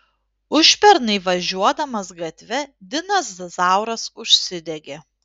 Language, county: Lithuanian, Panevėžys